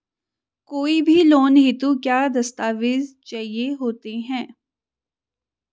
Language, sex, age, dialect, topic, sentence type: Hindi, female, 18-24, Garhwali, banking, question